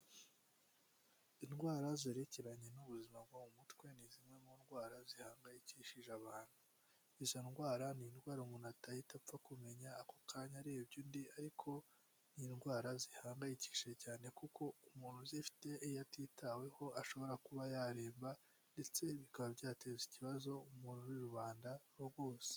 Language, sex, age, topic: Kinyarwanda, male, 18-24, health